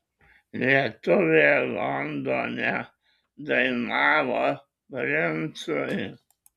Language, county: Lithuanian, Kaunas